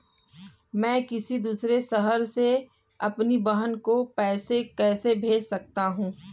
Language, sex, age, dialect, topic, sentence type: Hindi, male, 41-45, Kanauji Braj Bhasha, banking, question